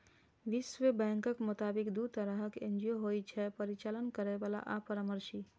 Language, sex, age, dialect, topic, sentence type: Maithili, female, 25-30, Eastern / Thethi, banking, statement